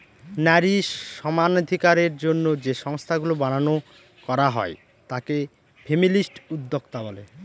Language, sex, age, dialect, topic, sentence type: Bengali, male, 25-30, Northern/Varendri, banking, statement